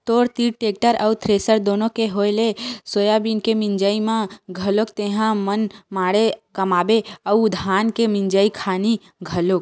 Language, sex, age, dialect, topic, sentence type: Chhattisgarhi, female, 25-30, Western/Budati/Khatahi, banking, statement